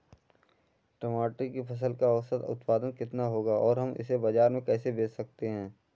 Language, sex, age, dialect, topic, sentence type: Hindi, male, 41-45, Awadhi Bundeli, agriculture, question